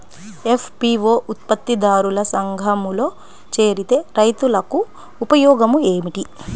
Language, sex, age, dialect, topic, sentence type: Telugu, female, 25-30, Central/Coastal, banking, question